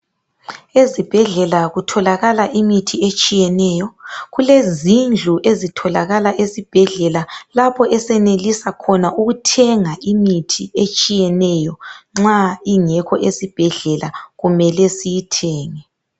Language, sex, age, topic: North Ndebele, female, 36-49, health